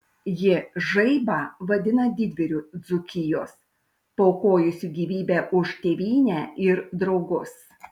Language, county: Lithuanian, Šiauliai